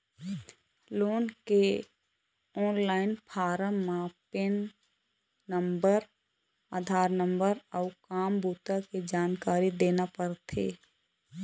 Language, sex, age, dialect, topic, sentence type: Chhattisgarhi, female, 25-30, Eastern, banking, statement